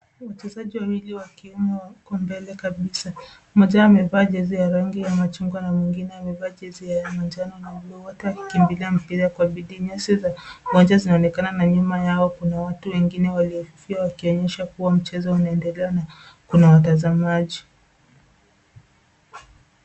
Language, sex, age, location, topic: Swahili, female, 25-35, Nairobi, education